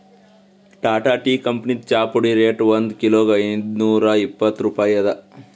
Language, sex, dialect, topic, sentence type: Kannada, male, Northeastern, agriculture, statement